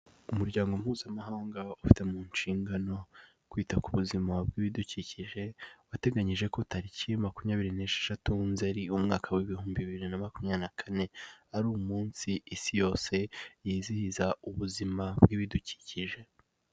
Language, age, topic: Kinyarwanda, 18-24, health